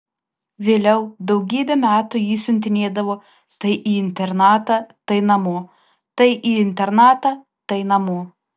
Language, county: Lithuanian, Alytus